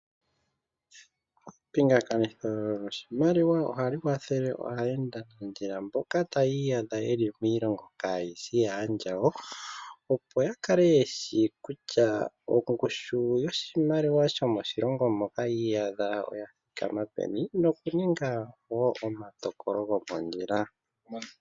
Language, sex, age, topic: Oshiwambo, male, 25-35, finance